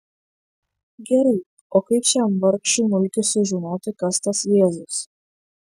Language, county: Lithuanian, Šiauliai